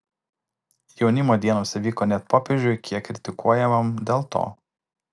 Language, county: Lithuanian, Utena